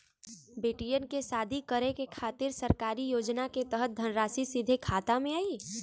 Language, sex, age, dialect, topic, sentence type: Bhojpuri, female, 41-45, Western, banking, question